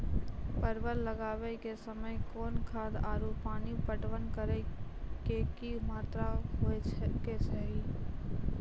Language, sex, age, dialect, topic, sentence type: Maithili, female, 18-24, Angika, agriculture, question